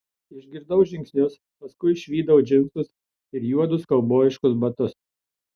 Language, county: Lithuanian, Tauragė